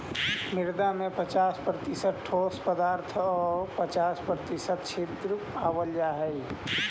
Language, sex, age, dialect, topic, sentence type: Magahi, male, 31-35, Central/Standard, agriculture, statement